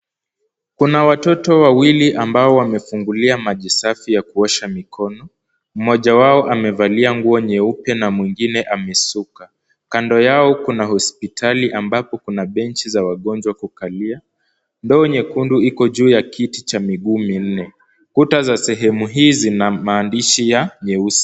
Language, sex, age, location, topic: Swahili, male, 18-24, Kisumu, health